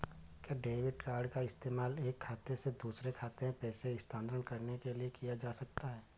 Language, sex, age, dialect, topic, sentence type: Hindi, male, 25-30, Awadhi Bundeli, banking, question